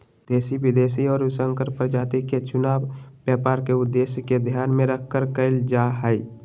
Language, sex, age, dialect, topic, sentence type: Magahi, male, 18-24, Western, agriculture, statement